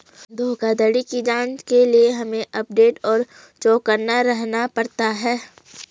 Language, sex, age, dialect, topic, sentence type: Hindi, female, 25-30, Garhwali, banking, statement